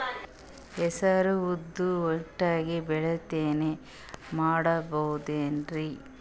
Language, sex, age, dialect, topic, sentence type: Kannada, female, 36-40, Northeastern, agriculture, question